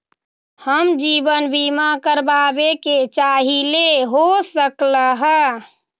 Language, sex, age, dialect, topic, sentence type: Magahi, female, 36-40, Western, banking, question